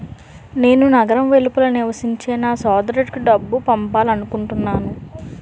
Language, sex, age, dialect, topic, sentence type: Telugu, female, 18-24, Utterandhra, banking, statement